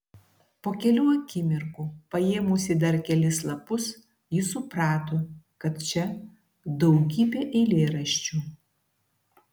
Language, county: Lithuanian, Klaipėda